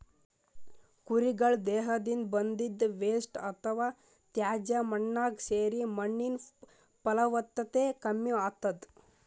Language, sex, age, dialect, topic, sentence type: Kannada, male, 31-35, Northeastern, agriculture, statement